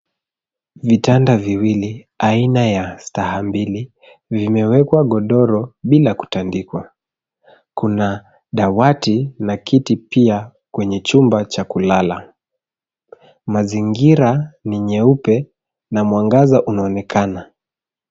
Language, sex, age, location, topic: Swahili, male, 25-35, Nairobi, education